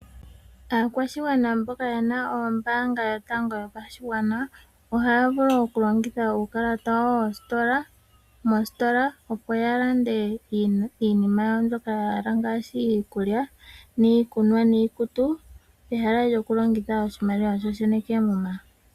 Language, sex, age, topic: Oshiwambo, female, 25-35, finance